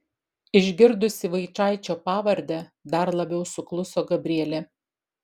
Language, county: Lithuanian, Vilnius